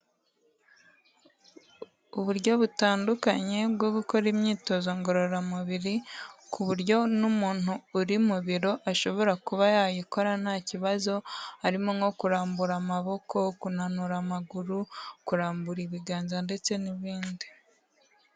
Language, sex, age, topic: Kinyarwanda, female, 18-24, health